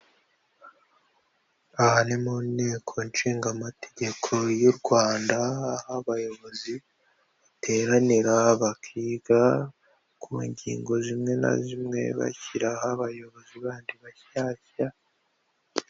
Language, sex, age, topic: Kinyarwanda, female, 25-35, government